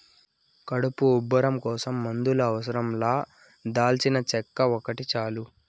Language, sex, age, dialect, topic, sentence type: Telugu, male, 18-24, Southern, agriculture, statement